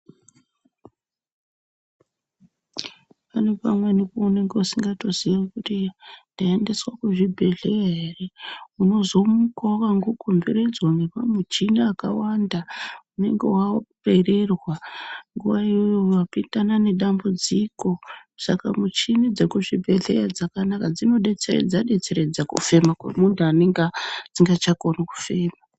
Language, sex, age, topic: Ndau, male, 50+, health